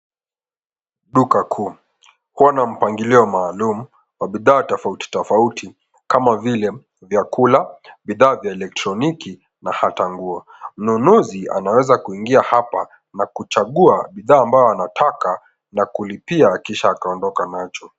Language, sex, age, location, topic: Swahili, male, 18-24, Nairobi, finance